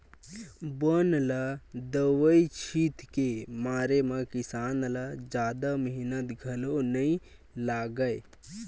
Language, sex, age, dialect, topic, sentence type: Chhattisgarhi, male, 18-24, Western/Budati/Khatahi, agriculture, statement